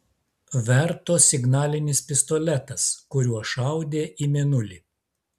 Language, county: Lithuanian, Klaipėda